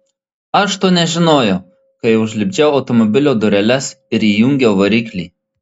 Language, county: Lithuanian, Marijampolė